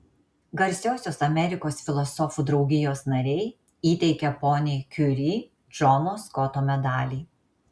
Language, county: Lithuanian, Marijampolė